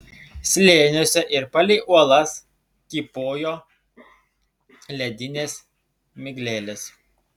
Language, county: Lithuanian, Šiauliai